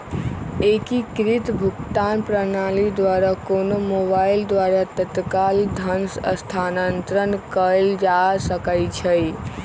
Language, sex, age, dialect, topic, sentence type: Magahi, female, 18-24, Western, banking, statement